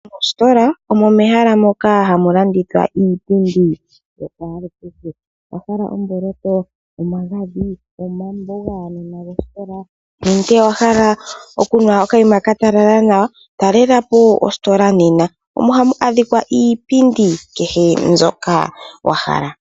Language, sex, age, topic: Oshiwambo, female, 18-24, finance